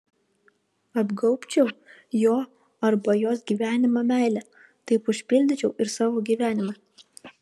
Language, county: Lithuanian, Kaunas